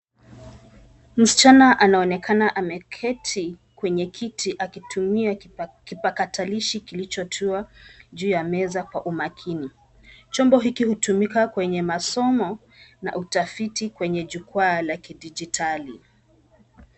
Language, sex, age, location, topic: Swahili, female, 25-35, Nairobi, education